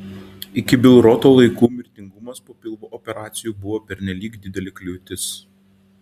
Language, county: Lithuanian, Šiauliai